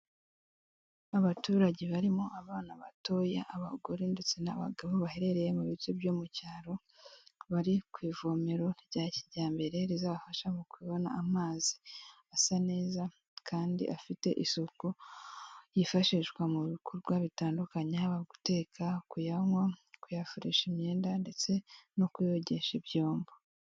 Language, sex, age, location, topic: Kinyarwanda, female, 18-24, Kigali, health